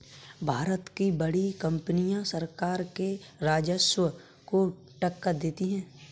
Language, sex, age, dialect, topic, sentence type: Hindi, male, 25-30, Kanauji Braj Bhasha, banking, statement